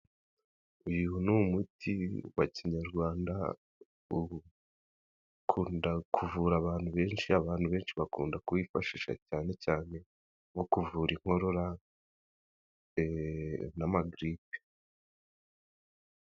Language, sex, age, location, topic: Kinyarwanda, male, 18-24, Kigali, health